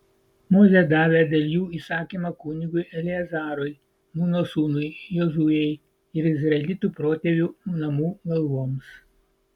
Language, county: Lithuanian, Vilnius